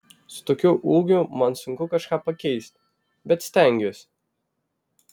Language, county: Lithuanian, Vilnius